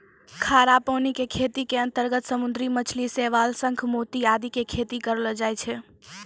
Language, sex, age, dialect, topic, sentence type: Maithili, female, 18-24, Angika, agriculture, statement